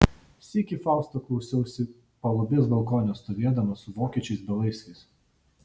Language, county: Lithuanian, Vilnius